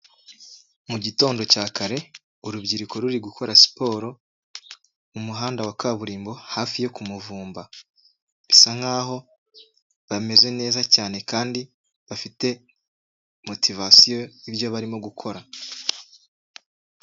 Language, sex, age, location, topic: Kinyarwanda, male, 25-35, Nyagatare, government